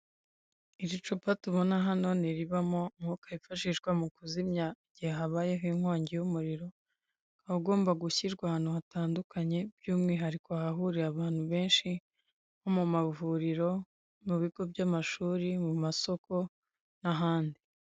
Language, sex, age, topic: Kinyarwanda, female, 25-35, government